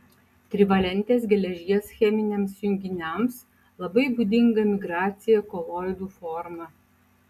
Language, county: Lithuanian, Utena